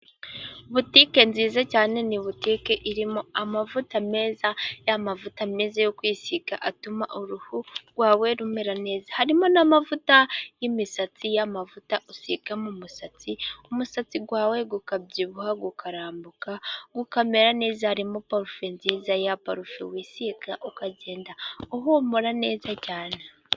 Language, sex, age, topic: Kinyarwanda, female, 18-24, finance